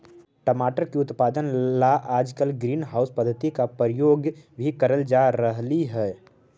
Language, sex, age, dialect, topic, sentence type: Magahi, male, 18-24, Central/Standard, agriculture, statement